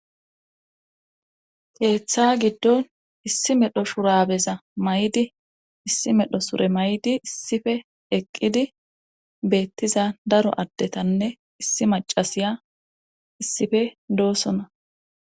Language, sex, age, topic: Gamo, female, 25-35, government